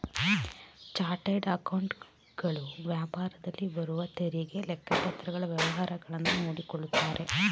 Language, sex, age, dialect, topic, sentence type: Kannada, female, 18-24, Mysore Kannada, banking, statement